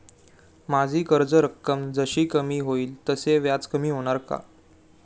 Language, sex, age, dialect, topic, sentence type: Marathi, male, 18-24, Standard Marathi, banking, question